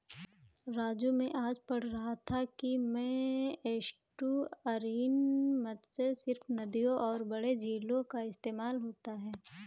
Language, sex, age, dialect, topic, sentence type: Hindi, female, 18-24, Kanauji Braj Bhasha, agriculture, statement